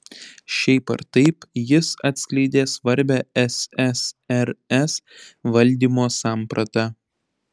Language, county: Lithuanian, Panevėžys